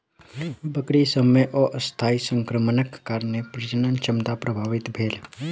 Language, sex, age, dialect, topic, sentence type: Maithili, male, 18-24, Southern/Standard, agriculture, statement